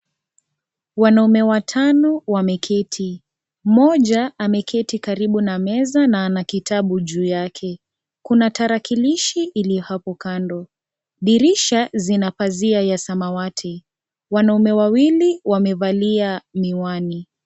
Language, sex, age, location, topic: Swahili, female, 25-35, Kisii, government